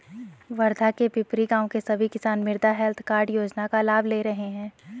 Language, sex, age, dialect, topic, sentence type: Hindi, female, 18-24, Garhwali, agriculture, statement